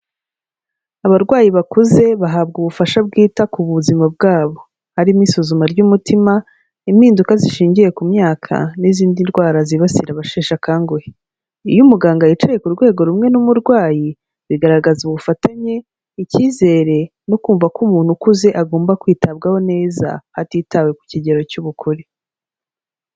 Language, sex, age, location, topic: Kinyarwanda, female, 25-35, Kigali, health